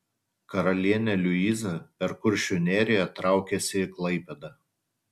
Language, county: Lithuanian, Utena